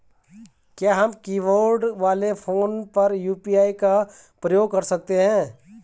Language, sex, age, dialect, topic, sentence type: Hindi, male, 36-40, Garhwali, banking, question